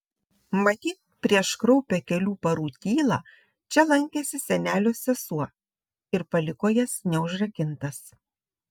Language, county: Lithuanian, Šiauliai